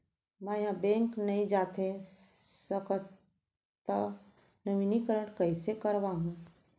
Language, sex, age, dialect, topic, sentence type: Chhattisgarhi, female, 31-35, Central, banking, question